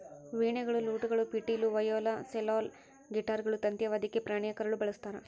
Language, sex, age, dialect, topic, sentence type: Kannada, male, 18-24, Central, agriculture, statement